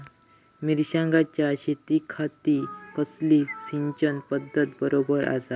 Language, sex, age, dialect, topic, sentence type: Marathi, male, 18-24, Southern Konkan, agriculture, question